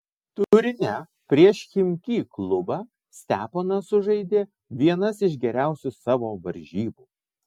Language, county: Lithuanian, Vilnius